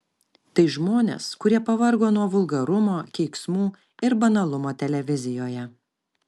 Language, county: Lithuanian, Kaunas